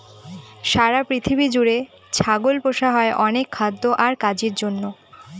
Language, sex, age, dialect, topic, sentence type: Bengali, female, 18-24, Northern/Varendri, agriculture, statement